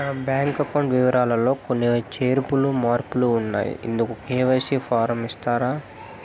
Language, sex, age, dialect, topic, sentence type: Telugu, male, 18-24, Southern, banking, question